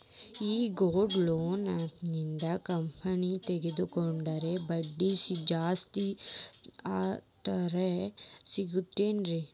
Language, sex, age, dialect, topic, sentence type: Kannada, female, 18-24, Dharwad Kannada, banking, question